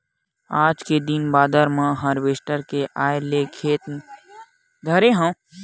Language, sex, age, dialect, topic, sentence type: Chhattisgarhi, male, 41-45, Western/Budati/Khatahi, agriculture, statement